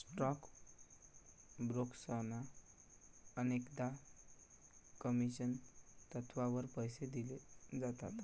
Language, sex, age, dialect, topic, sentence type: Marathi, male, 18-24, Varhadi, banking, statement